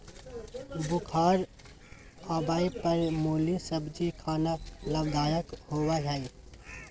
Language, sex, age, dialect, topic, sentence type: Magahi, male, 18-24, Southern, agriculture, statement